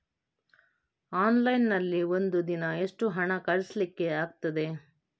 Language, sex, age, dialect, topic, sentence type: Kannada, female, 56-60, Coastal/Dakshin, banking, question